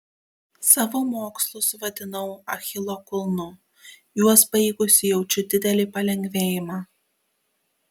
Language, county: Lithuanian, Kaunas